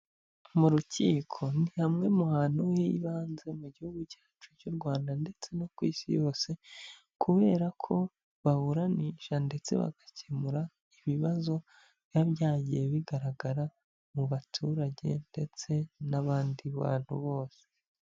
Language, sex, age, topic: Kinyarwanda, male, 25-35, government